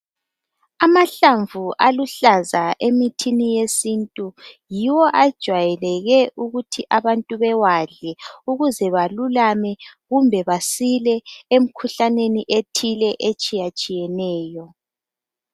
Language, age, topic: North Ndebele, 25-35, health